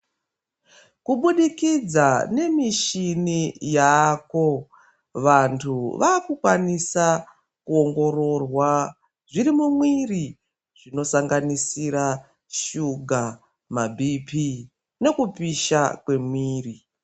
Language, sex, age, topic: Ndau, female, 36-49, health